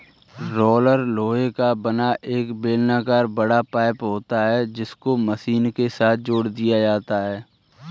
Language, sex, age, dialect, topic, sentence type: Hindi, male, 18-24, Kanauji Braj Bhasha, agriculture, statement